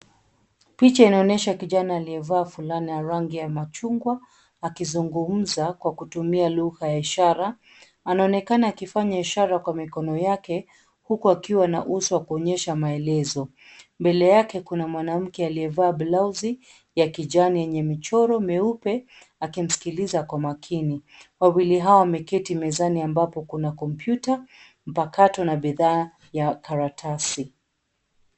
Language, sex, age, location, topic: Swahili, female, 36-49, Nairobi, education